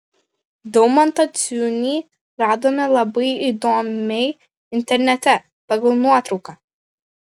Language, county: Lithuanian, Klaipėda